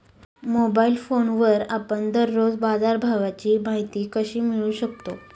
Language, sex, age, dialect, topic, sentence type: Marathi, female, 18-24, Standard Marathi, agriculture, question